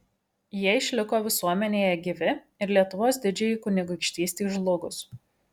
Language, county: Lithuanian, Šiauliai